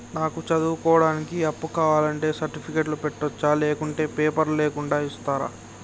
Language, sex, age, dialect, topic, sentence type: Telugu, male, 60-100, Telangana, banking, question